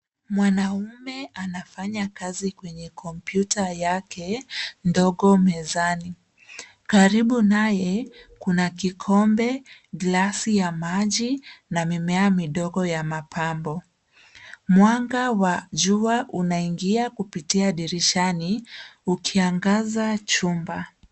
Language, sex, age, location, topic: Swahili, female, 36-49, Nairobi, education